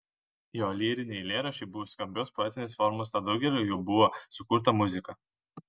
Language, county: Lithuanian, Kaunas